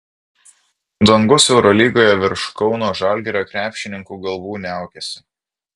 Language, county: Lithuanian, Vilnius